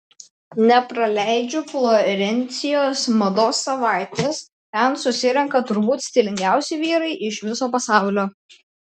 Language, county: Lithuanian, Klaipėda